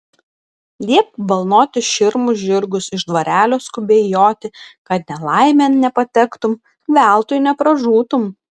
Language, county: Lithuanian, Klaipėda